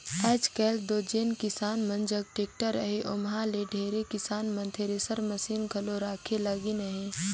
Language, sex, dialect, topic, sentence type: Chhattisgarhi, female, Northern/Bhandar, agriculture, statement